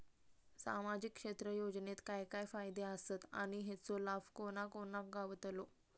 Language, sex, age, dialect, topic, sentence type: Marathi, female, 25-30, Southern Konkan, banking, question